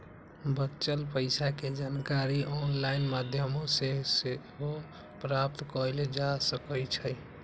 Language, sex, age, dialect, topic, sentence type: Magahi, male, 18-24, Western, banking, statement